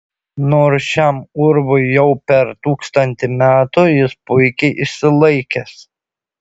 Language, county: Lithuanian, Šiauliai